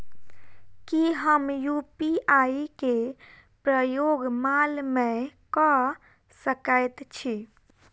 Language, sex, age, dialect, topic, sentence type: Maithili, female, 18-24, Southern/Standard, banking, question